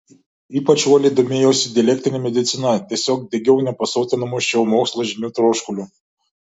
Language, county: Lithuanian, Šiauliai